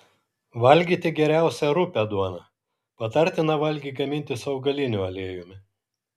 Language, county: Lithuanian, Kaunas